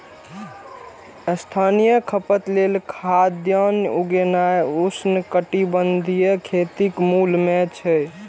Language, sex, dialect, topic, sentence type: Maithili, male, Eastern / Thethi, agriculture, statement